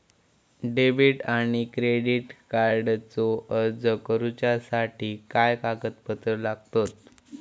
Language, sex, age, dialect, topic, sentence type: Marathi, male, 18-24, Southern Konkan, banking, question